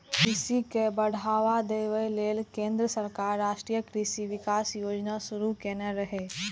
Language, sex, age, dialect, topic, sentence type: Maithili, female, 18-24, Eastern / Thethi, agriculture, statement